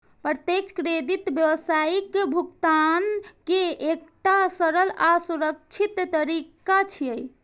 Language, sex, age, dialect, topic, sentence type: Maithili, female, 51-55, Eastern / Thethi, banking, statement